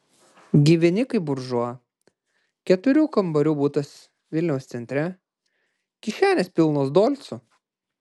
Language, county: Lithuanian, Klaipėda